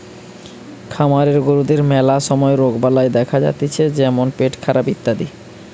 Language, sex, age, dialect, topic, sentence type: Bengali, male, 31-35, Western, agriculture, statement